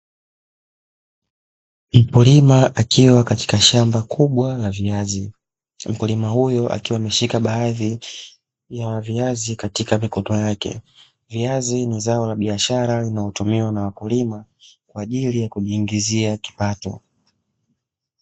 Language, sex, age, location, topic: Swahili, male, 25-35, Dar es Salaam, agriculture